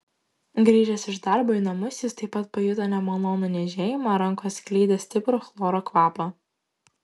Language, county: Lithuanian, Klaipėda